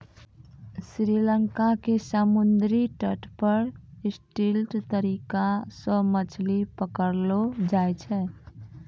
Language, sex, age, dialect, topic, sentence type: Maithili, female, 25-30, Angika, agriculture, statement